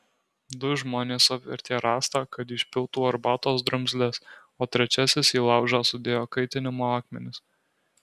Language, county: Lithuanian, Alytus